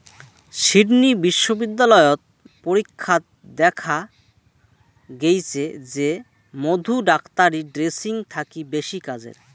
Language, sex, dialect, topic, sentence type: Bengali, male, Rajbangshi, agriculture, statement